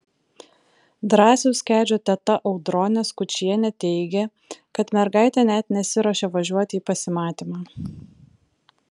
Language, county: Lithuanian, Vilnius